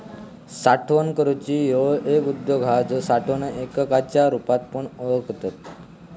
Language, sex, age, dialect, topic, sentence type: Marathi, male, 18-24, Southern Konkan, agriculture, statement